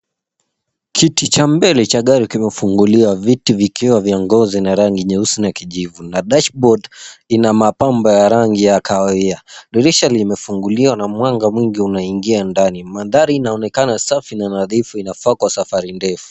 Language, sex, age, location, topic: Swahili, male, 18-24, Nairobi, finance